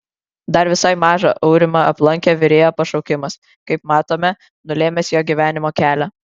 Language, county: Lithuanian, Kaunas